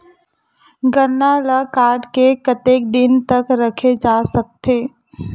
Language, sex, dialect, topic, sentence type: Chhattisgarhi, female, Western/Budati/Khatahi, agriculture, question